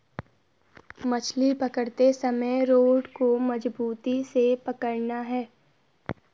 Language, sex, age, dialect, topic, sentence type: Hindi, female, 18-24, Garhwali, agriculture, statement